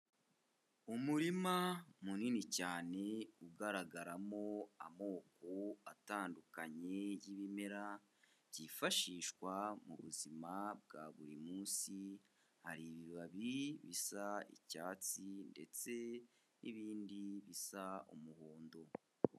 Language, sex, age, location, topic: Kinyarwanda, male, 25-35, Kigali, agriculture